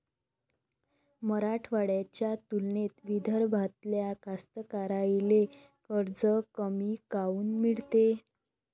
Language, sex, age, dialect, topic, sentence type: Marathi, female, 25-30, Varhadi, agriculture, question